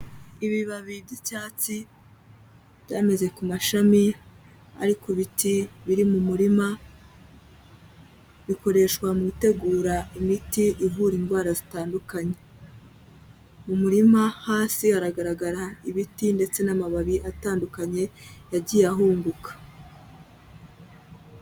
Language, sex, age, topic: Kinyarwanda, male, 18-24, health